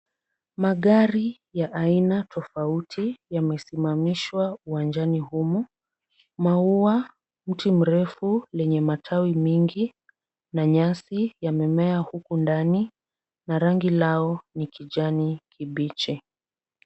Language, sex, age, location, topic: Swahili, female, 18-24, Kisumu, finance